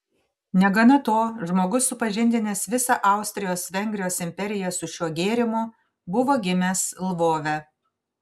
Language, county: Lithuanian, Panevėžys